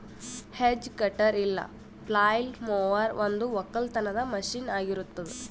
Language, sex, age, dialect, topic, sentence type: Kannada, female, 18-24, Northeastern, agriculture, statement